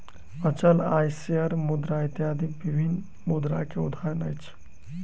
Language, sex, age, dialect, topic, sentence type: Maithili, male, 18-24, Southern/Standard, banking, statement